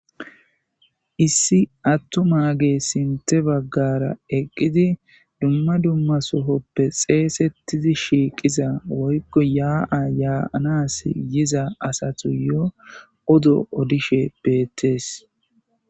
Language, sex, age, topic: Gamo, male, 25-35, government